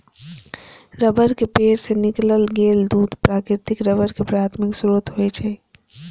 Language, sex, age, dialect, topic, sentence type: Maithili, male, 25-30, Eastern / Thethi, agriculture, statement